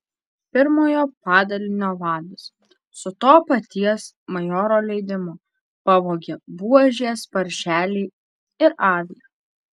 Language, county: Lithuanian, Alytus